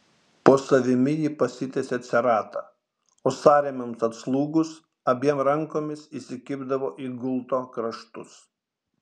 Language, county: Lithuanian, Šiauliai